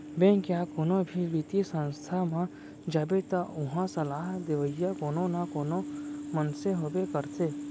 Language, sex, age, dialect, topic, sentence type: Chhattisgarhi, male, 41-45, Central, banking, statement